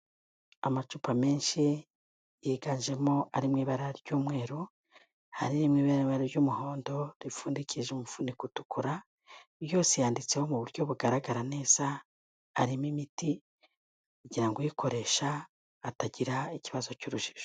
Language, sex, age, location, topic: Kinyarwanda, female, 18-24, Kigali, health